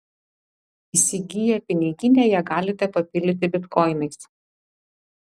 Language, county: Lithuanian, Vilnius